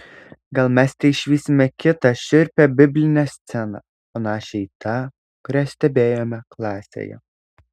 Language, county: Lithuanian, Alytus